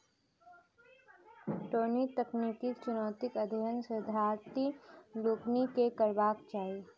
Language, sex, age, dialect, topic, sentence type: Maithili, female, 31-35, Southern/Standard, agriculture, statement